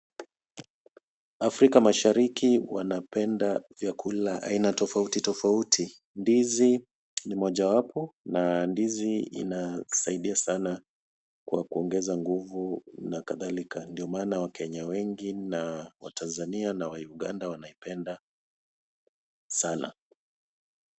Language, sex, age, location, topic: Swahili, male, 36-49, Kisumu, agriculture